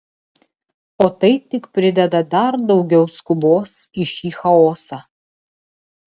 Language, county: Lithuanian, Telšiai